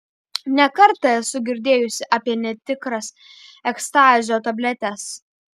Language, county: Lithuanian, Šiauliai